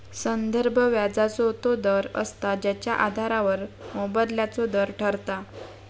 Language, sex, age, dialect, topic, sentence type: Marathi, female, 56-60, Southern Konkan, banking, statement